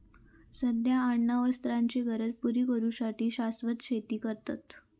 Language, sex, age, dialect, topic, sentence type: Marathi, female, 25-30, Southern Konkan, agriculture, statement